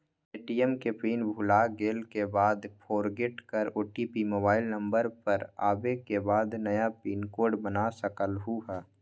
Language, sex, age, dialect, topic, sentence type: Magahi, male, 41-45, Western, banking, question